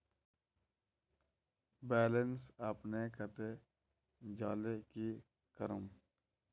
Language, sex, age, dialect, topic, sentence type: Magahi, male, 18-24, Northeastern/Surjapuri, banking, question